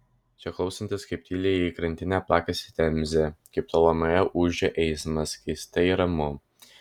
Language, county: Lithuanian, Vilnius